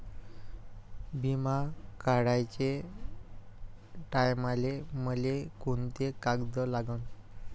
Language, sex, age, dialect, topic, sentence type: Marathi, male, 18-24, Varhadi, banking, question